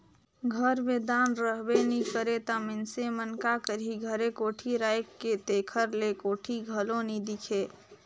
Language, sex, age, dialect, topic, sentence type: Chhattisgarhi, female, 18-24, Northern/Bhandar, agriculture, statement